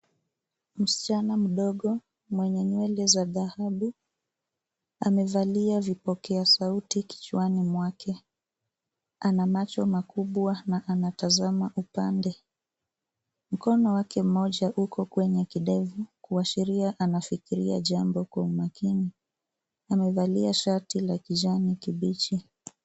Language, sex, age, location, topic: Swahili, female, 25-35, Nairobi, education